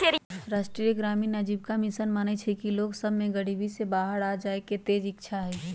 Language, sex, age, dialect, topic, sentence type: Magahi, female, 36-40, Western, banking, statement